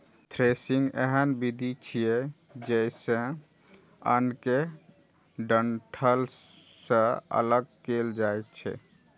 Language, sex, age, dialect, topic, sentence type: Maithili, male, 31-35, Eastern / Thethi, agriculture, statement